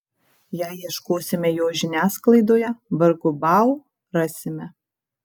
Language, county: Lithuanian, Kaunas